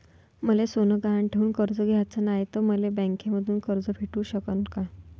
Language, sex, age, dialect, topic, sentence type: Marathi, female, 41-45, Varhadi, banking, question